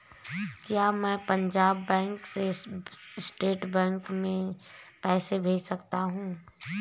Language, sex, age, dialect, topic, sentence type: Hindi, female, 31-35, Awadhi Bundeli, banking, question